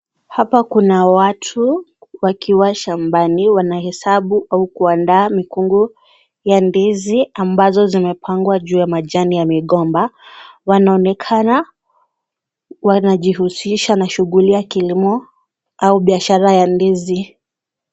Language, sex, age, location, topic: Swahili, female, 18-24, Kisii, agriculture